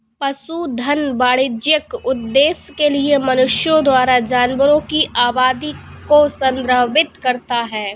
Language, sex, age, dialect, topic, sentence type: Hindi, female, 25-30, Awadhi Bundeli, agriculture, statement